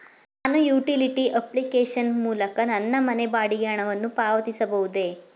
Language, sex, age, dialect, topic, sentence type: Kannada, female, 41-45, Mysore Kannada, banking, question